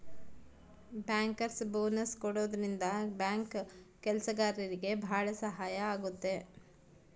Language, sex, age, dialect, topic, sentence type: Kannada, female, 46-50, Central, banking, statement